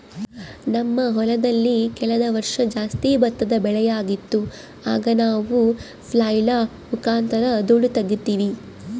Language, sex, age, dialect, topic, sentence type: Kannada, female, 25-30, Central, agriculture, statement